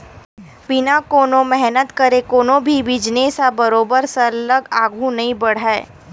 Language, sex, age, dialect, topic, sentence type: Chhattisgarhi, female, 25-30, Western/Budati/Khatahi, banking, statement